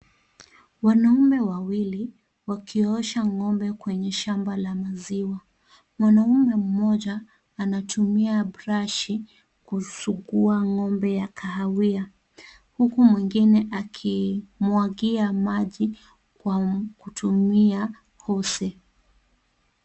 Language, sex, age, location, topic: Swahili, female, 25-35, Kisii, agriculture